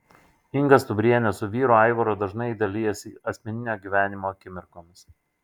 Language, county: Lithuanian, Šiauliai